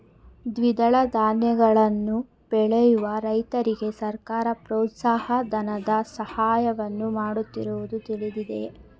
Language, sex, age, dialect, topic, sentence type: Kannada, female, 31-35, Mysore Kannada, agriculture, question